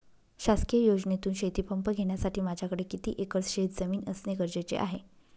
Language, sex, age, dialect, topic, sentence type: Marathi, female, 25-30, Northern Konkan, agriculture, question